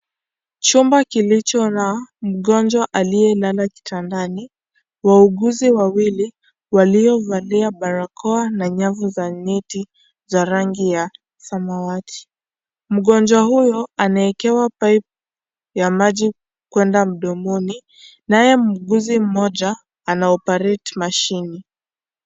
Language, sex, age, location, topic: Swahili, female, 18-24, Kisii, health